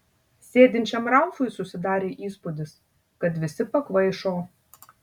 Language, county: Lithuanian, Tauragė